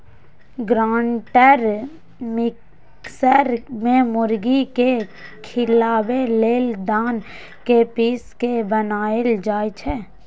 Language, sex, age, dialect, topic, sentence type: Magahi, female, 18-24, Western, agriculture, statement